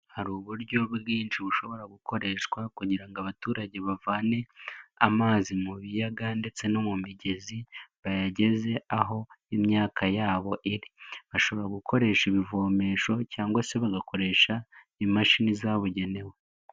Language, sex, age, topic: Kinyarwanda, male, 18-24, agriculture